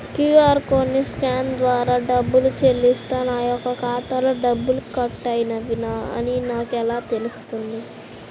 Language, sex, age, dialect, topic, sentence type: Telugu, male, 25-30, Central/Coastal, banking, question